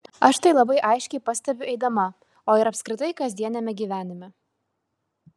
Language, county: Lithuanian, Kaunas